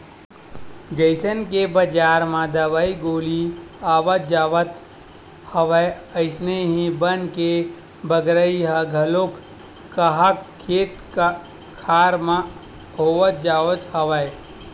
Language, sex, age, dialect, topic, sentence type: Chhattisgarhi, male, 18-24, Western/Budati/Khatahi, agriculture, statement